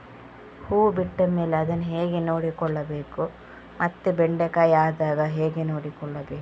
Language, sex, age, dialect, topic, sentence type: Kannada, female, 31-35, Coastal/Dakshin, agriculture, question